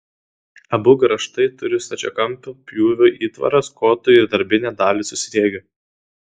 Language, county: Lithuanian, Kaunas